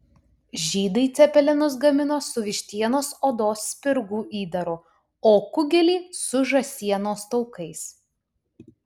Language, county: Lithuanian, Utena